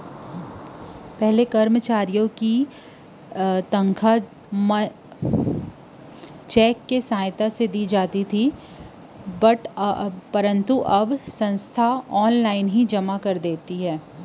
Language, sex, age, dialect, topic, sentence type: Chhattisgarhi, female, 25-30, Western/Budati/Khatahi, banking, statement